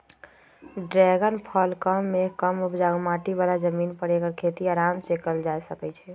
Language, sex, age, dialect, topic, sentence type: Magahi, female, 25-30, Western, agriculture, statement